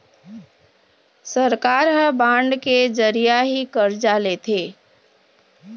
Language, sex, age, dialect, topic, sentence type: Chhattisgarhi, female, 25-30, Eastern, banking, statement